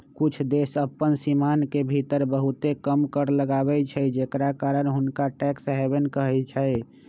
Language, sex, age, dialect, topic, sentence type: Magahi, male, 25-30, Western, banking, statement